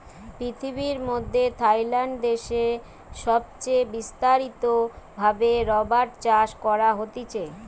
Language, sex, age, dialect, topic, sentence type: Bengali, female, 31-35, Western, agriculture, statement